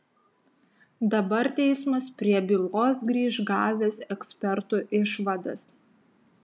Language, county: Lithuanian, Utena